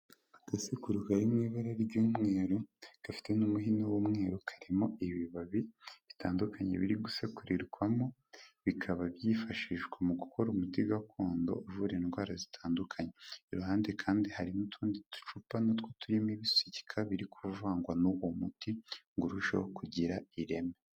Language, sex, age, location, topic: Kinyarwanda, male, 18-24, Kigali, health